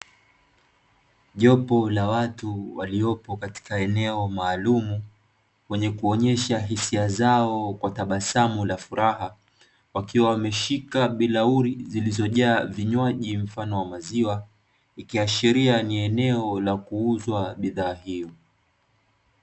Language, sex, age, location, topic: Swahili, male, 18-24, Dar es Salaam, finance